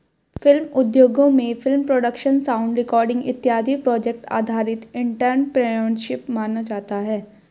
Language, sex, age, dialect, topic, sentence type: Hindi, female, 18-24, Hindustani Malvi Khadi Boli, banking, statement